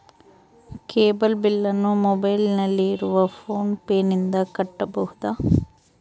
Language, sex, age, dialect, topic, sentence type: Kannada, female, 31-35, Central, banking, question